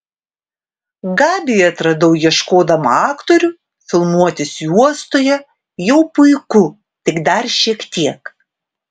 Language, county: Lithuanian, Vilnius